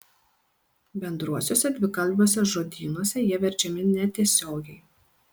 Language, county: Lithuanian, Kaunas